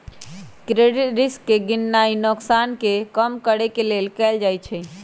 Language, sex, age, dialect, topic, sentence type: Magahi, female, 25-30, Western, banking, statement